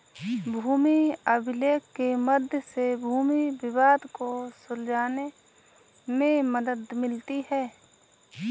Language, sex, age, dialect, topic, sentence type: Hindi, female, 25-30, Kanauji Braj Bhasha, agriculture, statement